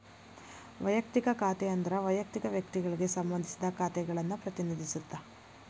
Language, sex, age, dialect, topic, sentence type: Kannada, female, 25-30, Dharwad Kannada, banking, statement